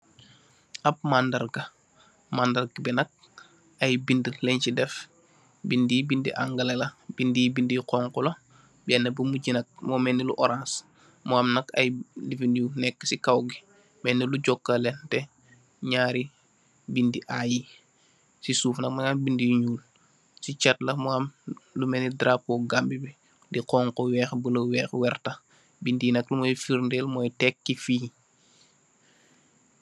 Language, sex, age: Wolof, male, 25-35